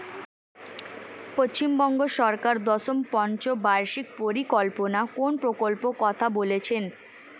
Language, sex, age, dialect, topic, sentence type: Bengali, female, 18-24, Standard Colloquial, agriculture, question